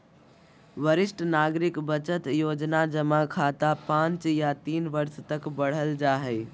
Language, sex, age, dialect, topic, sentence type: Magahi, female, 18-24, Southern, banking, statement